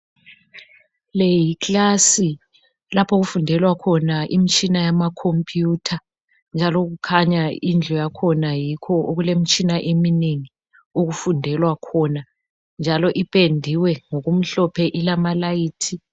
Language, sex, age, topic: North Ndebele, male, 36-49, education